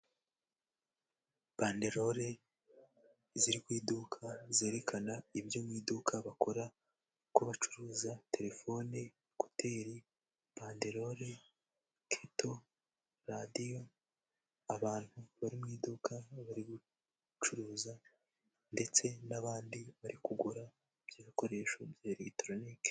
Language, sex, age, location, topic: Kinyarwanda, male, 18-24, Musanze, finance